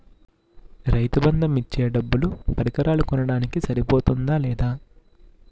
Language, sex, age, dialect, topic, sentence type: Telugu, male, 41-45, Utterandhra, agriculture, question